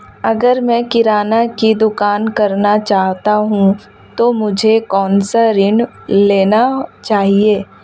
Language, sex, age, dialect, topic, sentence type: Hindi, female, 31-35, Marwari Dhudhari, banking, question